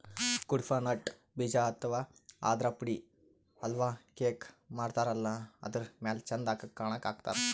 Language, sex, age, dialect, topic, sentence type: Kannada, male, 31-35, Northeastern, agriculture, statement